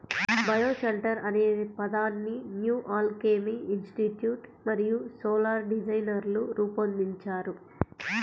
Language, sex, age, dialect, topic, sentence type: Telugu, female, 46-50, Central/Coastal, agriculture, statement